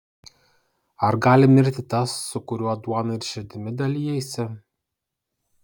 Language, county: Lithuanian, Kaunas